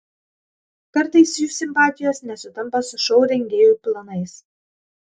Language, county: Lithuanian, Kaunas